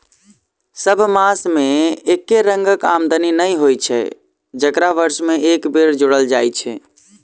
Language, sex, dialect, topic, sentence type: Maithili, male, Southern/Standard, banking, statement